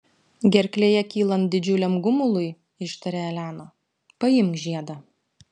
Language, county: Lithuanian, Utena